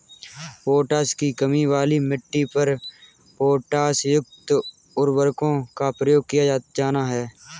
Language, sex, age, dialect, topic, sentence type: Hindi, male, 18-24, Kanauji Braj Bhasha, agriculture, statement